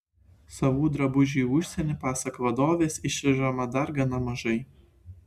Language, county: Lithuanian, Klaipėda